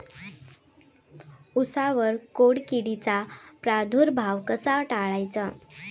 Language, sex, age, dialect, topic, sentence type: Marathi, female, 18-24, Standard Marathi, agriculture, question